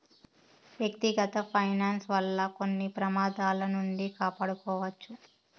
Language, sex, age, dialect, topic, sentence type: Telugu, female, 18-24, Southern, banking, statement